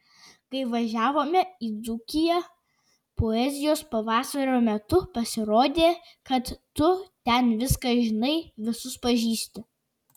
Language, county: Lithuanian, Kaunas